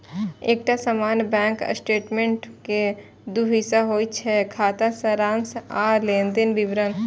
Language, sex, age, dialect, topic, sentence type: Maithili, female, 25-30, Eastern / Thethi, banking, statement